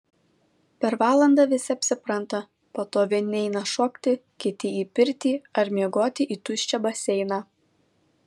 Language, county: Lithuanian, Vilnius